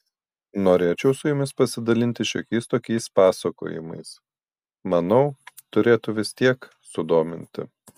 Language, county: Lithuanian, Panevėžys